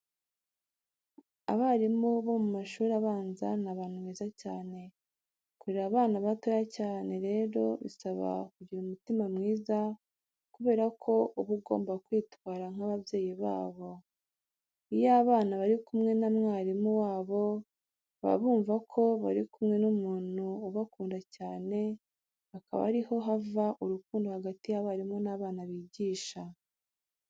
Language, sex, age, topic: Kinyarwanda, female, 36-49, education